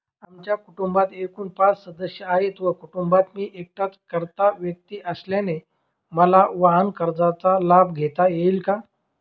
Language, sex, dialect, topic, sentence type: Marathi, male, Northern Konkan, banking, question